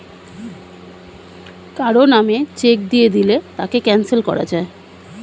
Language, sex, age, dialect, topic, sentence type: Bengali, female, 31-35, Standard Colloquial, banking, statement